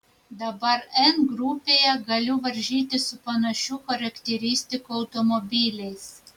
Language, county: Lithuanian, Vilnius